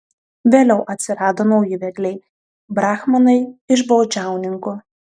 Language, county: Lithuanian, Telšiai